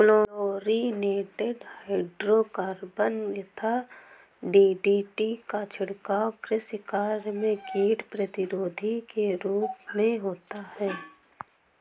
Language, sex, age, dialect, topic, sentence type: Hindi, female, 18-24, Awadhi Bundeli, agriculture, statement